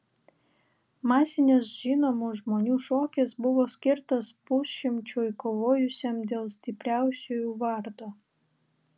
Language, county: Lithuanian, Vilnius